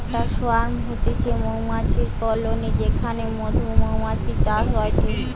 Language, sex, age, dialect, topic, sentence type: Bengali, female, 18-24, Western, agriculture, statement